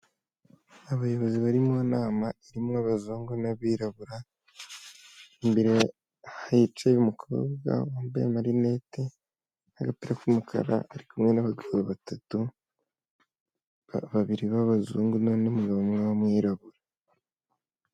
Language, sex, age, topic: Kinyarwanda, male, 18-24, government